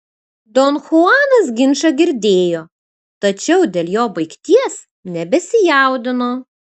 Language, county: Lithuanian, Kaunas